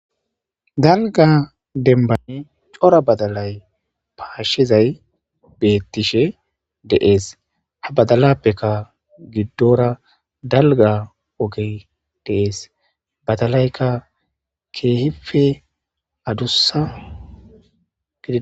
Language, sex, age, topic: Gamo, female, 25-35, agriculture